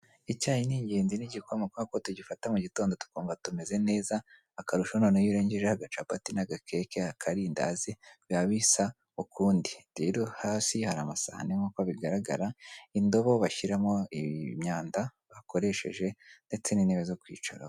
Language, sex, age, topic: Kinyarwanda, female, 18-24, finance